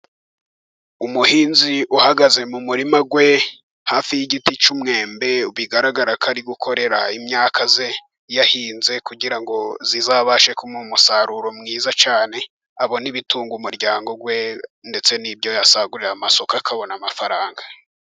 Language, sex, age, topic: Kinyarwanda, male, 18-24, agriculture